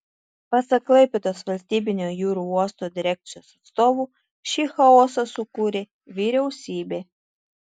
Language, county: Lithuanian, Tauragė